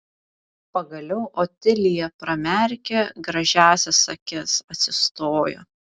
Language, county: Lithuanian, Vilnius